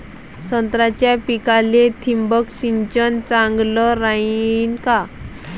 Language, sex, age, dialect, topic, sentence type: Marathi, male, 31-35, Varhadi, agriculture, question